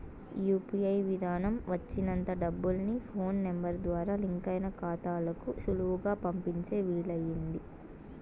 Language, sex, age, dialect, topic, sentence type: Telugu, female, 18-24, Southern, banking, statement